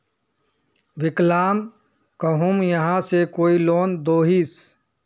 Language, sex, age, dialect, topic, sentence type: Magahi, male, 41-45, Northeastern/Surjapuri, banking, question